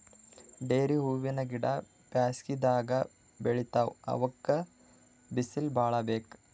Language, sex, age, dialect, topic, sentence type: Kannada, male, 18-24, Northeastern, agriculture, statement